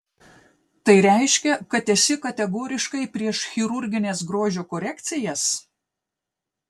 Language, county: Lithuanian, Telšiai